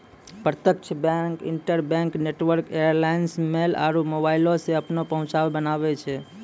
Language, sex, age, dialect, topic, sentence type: Maithili, male, 25-30, Angika, banking, statement